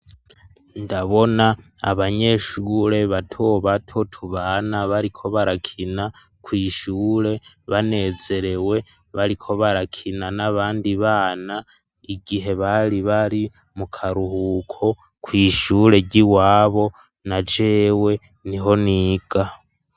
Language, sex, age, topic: Rundi, male, 18-24, education